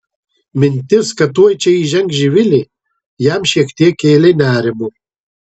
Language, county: Lithuanian, Marijampolė